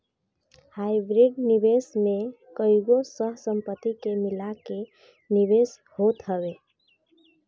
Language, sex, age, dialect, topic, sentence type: Bhojpuri, female, 25-30, Northern, banking, statement